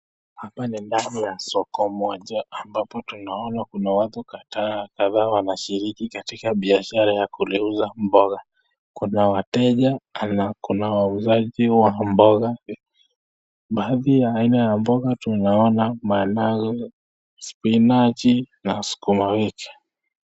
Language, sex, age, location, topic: Swahili, male, 18-24, Nakuru, finance